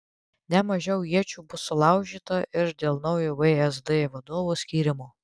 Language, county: Lithuanian, Tauragė